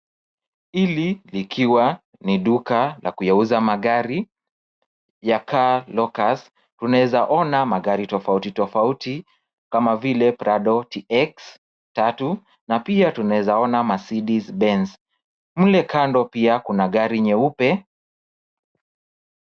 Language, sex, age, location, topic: Swahili, male, 25-35, Kisumu, finance